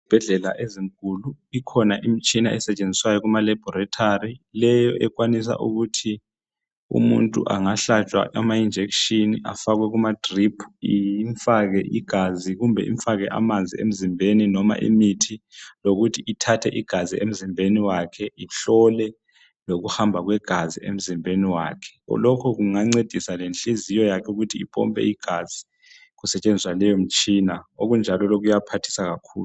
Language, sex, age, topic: North Ndebele, male, 36-49, health